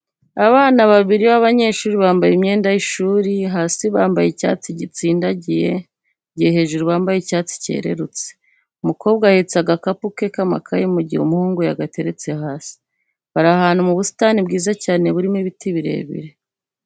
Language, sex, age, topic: Kinyarwanda, female, 25-35, education